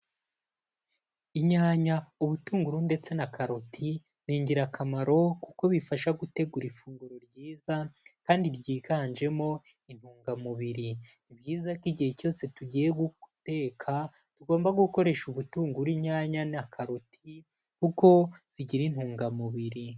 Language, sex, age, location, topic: Kinyarwanda, male, 18-24, Kigali, agriculture